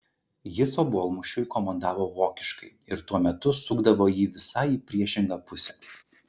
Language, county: Lithuanian, Klaipėda